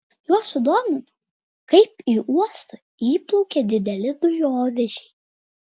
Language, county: Lithuanian, Vilnius